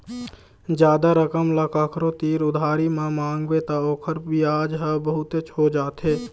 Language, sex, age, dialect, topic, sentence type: Chhattisgarhi, male, 18-24, Eastern, banking, statement